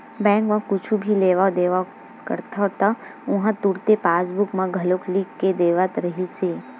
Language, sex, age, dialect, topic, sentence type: Chhattisgarhi, female, 18-24, Western/Budati/Khatahi, banking, statement